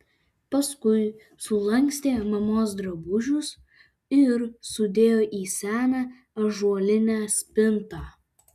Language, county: Lithuanian, Alytus